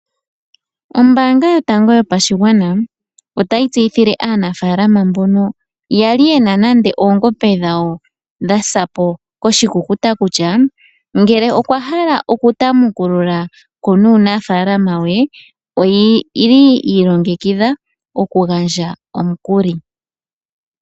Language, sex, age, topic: Oshiwambo, female, 25-35, finance